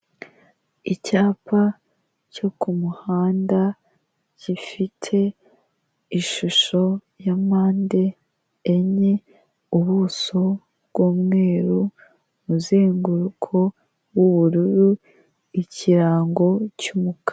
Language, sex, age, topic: Kinyarwanda, female, 18-24, government